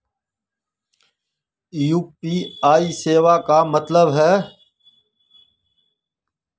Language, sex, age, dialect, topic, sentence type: Magahi, male, 18-24, Western, banking, question